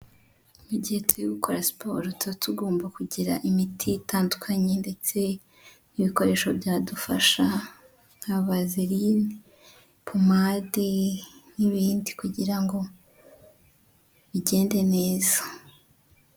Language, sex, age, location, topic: Kinyarwanda, female, 25-35, Huye, health